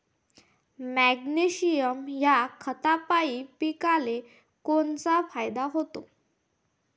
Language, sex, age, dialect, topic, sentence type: Marathi, female, 18-24, Varhadi, agriculture, question